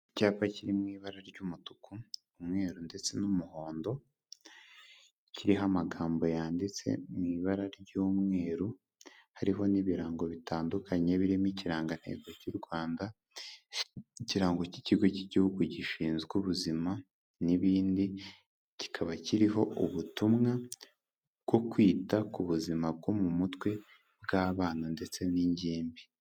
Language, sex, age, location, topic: Kinyarwanda, male, 18-24, Kigali, health